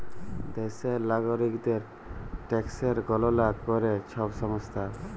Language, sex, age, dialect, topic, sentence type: Bengali, female, 31-35, Jharkhandi, banking, statement